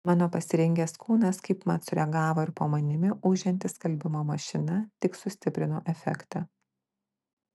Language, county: Lithuanian, Klaipėda